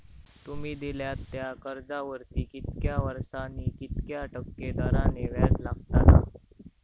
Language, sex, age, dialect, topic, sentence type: Marathi, male, 18-24, Southern Konkan, banking, question